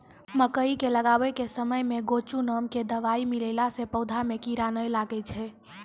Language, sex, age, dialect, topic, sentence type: Maithili, female, 18-24, Angika, agriculture, question